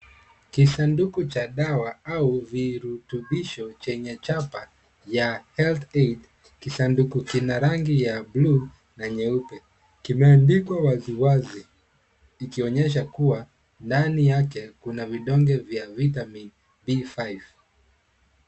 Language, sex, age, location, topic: Swahili, male, 25-35, Nairobi, health